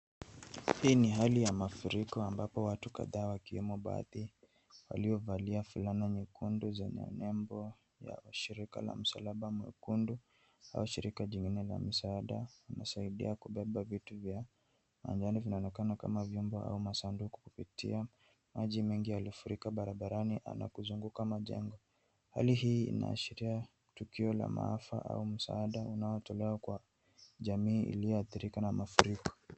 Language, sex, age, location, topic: Swahili, male, 18-24, Nairobi, health